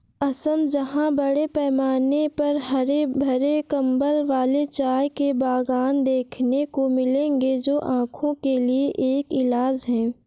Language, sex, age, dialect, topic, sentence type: Hindi, female, 18-24, Awadhi Bundeli, agriculture, statement